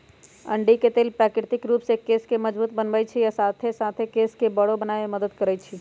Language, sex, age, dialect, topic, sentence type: Magahi, male, 18-24, Western, agriculture, statement